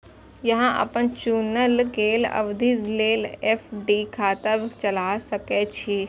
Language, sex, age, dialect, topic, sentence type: Maithili, female, 18-24, Eastern / Thethi, banking, statement